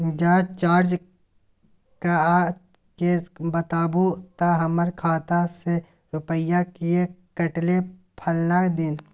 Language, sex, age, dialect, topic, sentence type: Maithili, male, 18-24, Bajjika, banking, question